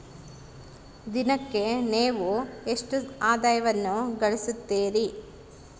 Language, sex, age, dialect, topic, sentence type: Kannada, female, 46-50, Central, agriculture, question